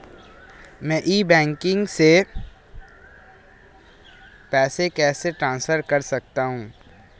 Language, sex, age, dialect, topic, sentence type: Hindi, male, 18-24, Marwari Dhudhari, banking, question